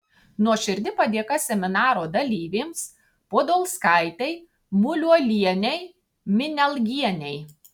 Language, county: Lithuanian, Tauragė